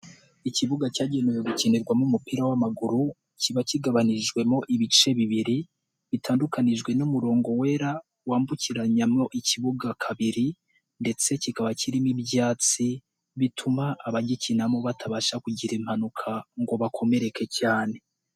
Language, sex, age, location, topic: Kinyarwanda, male, 18-24, Nyagatare, government